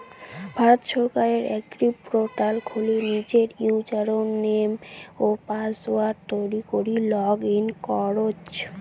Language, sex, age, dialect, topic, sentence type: Bengali, female, <18, Rajbangshi, agriculture, statement